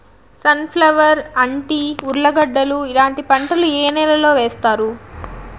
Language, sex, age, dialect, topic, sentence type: Telugu, female, 25-30, Southern, agriculture, question